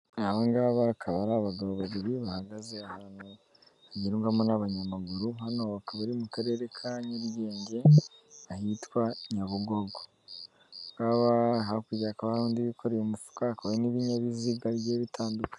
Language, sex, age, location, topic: Kinyarwanda, female, 18-24, Kigali, government